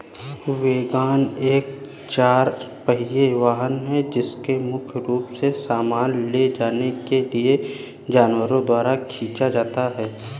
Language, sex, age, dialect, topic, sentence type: Hindi, male, 18-24, Awadhi Bundeli, agriculture, statement